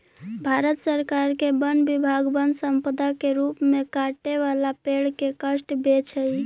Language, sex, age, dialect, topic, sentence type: Magahi, female, 18-24, Central/Standard, banking, statement